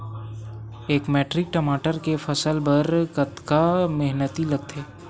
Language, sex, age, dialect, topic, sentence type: Chhattisgarhi, male, 18-24, Western/Budati/Khatahi, agriculture, question